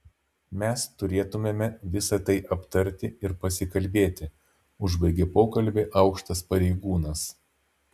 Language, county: Lithuanian, Vilnius